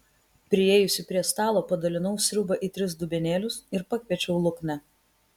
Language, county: Lithuanian, Kaunas